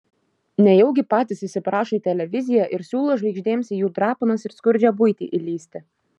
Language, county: Lithuanian, Šiauliai